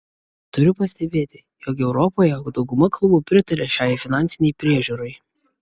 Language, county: Lithuanian, Vilnius